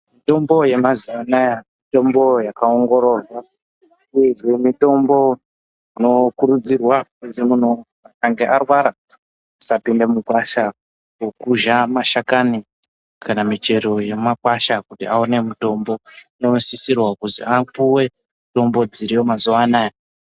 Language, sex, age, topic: Ndau, female, 18-24, health